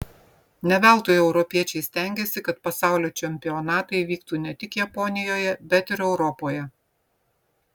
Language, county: Lithuanian, Vilnius